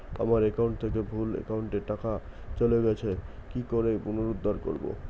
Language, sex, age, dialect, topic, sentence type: Bengali, male, 18-24, Rajbangshi, banking, question